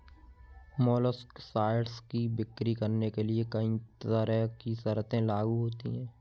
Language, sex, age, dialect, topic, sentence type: Hindi, male, 18-24, Kanauji Braj Bhasha, agriculture, statement